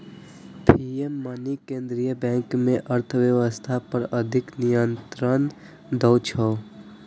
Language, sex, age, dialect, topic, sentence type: Maithili, male, 25-30, Eastern / Thethi, banking, statement